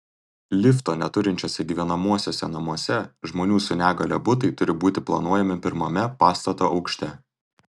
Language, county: Lithuanian, Tauragė